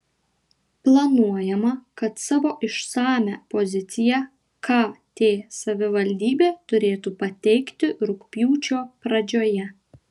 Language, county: Lithuanian, Šiauliai